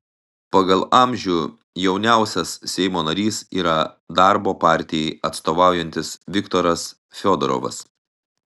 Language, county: Lithuanian, Telšiai